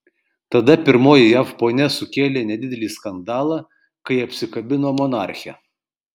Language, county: Lithuanian, Kaunas